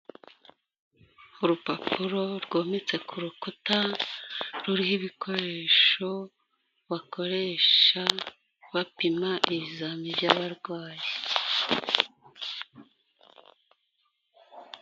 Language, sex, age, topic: Kinyarwanda, female, 25-35, education